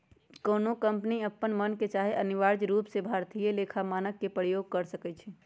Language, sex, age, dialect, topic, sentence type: Magahi, female, 31-35, Western, banking, statement